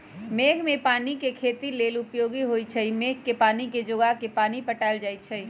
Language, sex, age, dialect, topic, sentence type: Magahi, female, 31-35, Western, agriculture, statement